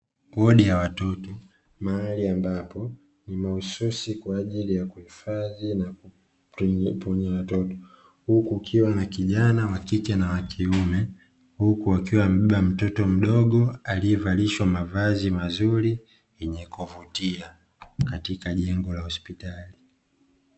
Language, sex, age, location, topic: Swahili, male, 25-35, Dar es Salaam, health